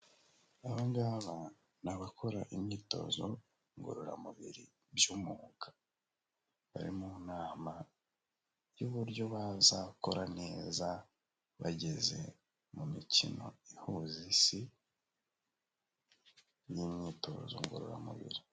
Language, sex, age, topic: Kinyarwanda, male, 18-24, government